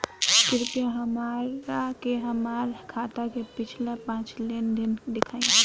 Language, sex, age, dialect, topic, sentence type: Bhojpuri, female, 18-24, Southern / Standard, banking, statement